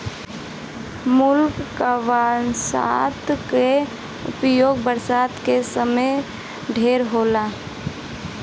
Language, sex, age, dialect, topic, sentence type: Bhojpuri, female, 18-24, Northern, agriculture, statement